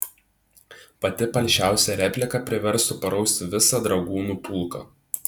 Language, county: Lithuanian, Tauragė